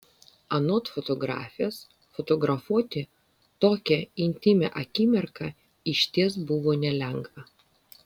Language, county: Lithuanian, Vilnius